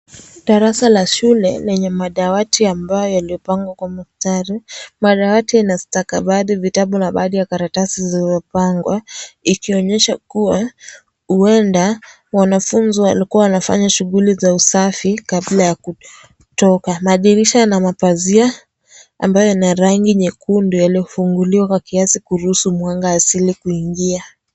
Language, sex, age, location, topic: Swahili, female, 25-35, Kisii, education